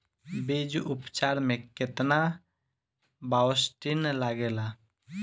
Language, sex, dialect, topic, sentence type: Bhojpuri, male, Northern, agriculture, question